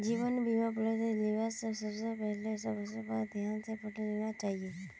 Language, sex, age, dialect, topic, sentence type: Magahi, female, 18-24, Northeastern/Surjapuri, banking, statement